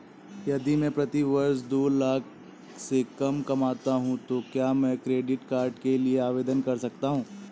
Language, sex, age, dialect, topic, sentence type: Hindi, male, 18-24, Awadhi Bundeli, banking, question